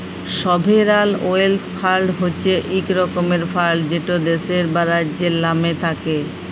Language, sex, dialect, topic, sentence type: Bengali, female, Jharkhandi, banking, statement